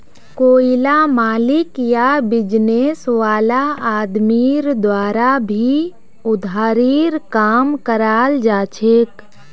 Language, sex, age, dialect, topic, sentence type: Magahi, female, 18-24, Northeastern/Surjapuri, banking, statement